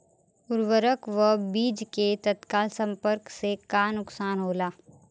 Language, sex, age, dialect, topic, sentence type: Bhojpuri, female, 18-24, Southern / Standard, agriculture, question